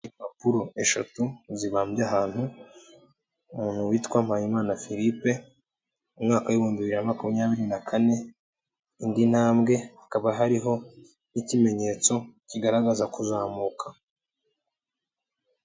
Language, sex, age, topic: Kinyarwanda, male, 18-24, government